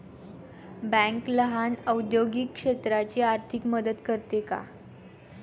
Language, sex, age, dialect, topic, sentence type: Marathi, female, 18-24, Standard Marathi, banking, question